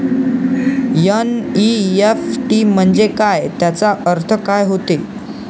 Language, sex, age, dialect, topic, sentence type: Marathi, male, 25-30, Varhadi, banking, question